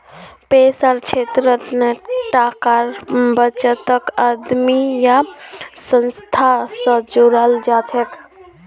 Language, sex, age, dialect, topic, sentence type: Magahi, female, 18-24, Northeastern/Surjapuri, banking, statement